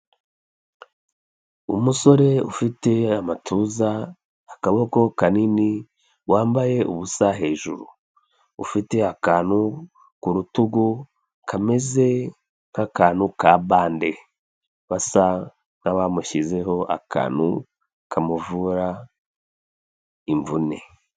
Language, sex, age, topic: Kinyarwanda, female, 25-35, health